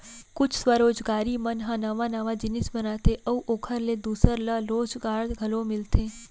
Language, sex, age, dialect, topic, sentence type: Chhattisgarhi, female, 18-24, Central, banking, statement